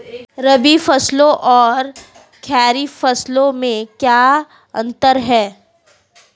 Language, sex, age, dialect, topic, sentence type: Hindi, female, 18-24, Marwari Dhudhari, agriculture, question